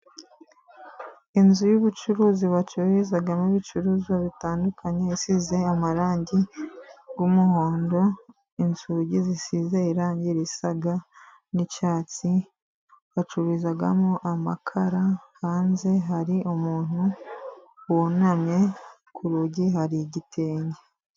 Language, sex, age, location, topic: Kinyarwanda, female, 25-35, Musanze, finance